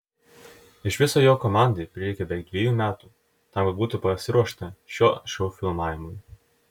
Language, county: Lithuanian, Telšiai